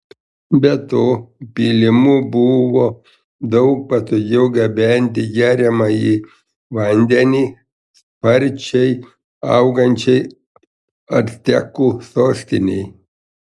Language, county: Lithuanian, Panevėžys